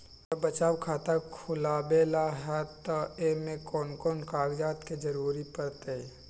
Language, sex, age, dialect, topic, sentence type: Magahi, male, 25-30, Western, banking, question